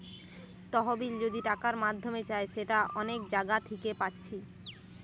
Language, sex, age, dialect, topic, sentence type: Bengali, male, 25-30, Western, banking, statement